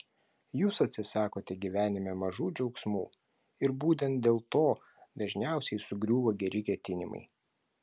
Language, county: Lithuanian, Klaipėda